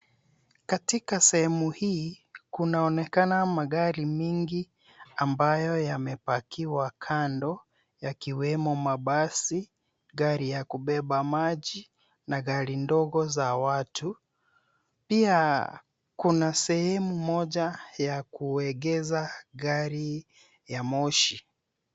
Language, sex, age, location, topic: Swahili, male, 36-49, Nairobi, government